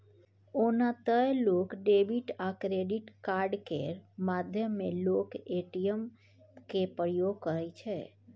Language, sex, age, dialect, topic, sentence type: Maithili, female, 31-35, Bajjika, banking, statement